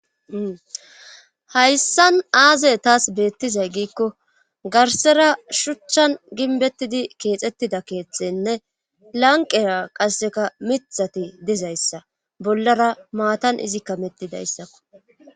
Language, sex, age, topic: Gamo, male, 25-35, government